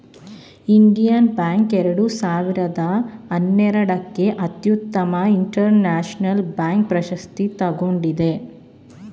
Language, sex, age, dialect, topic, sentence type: Kannada, female, 25-30, Mysore Kannada, banking, statement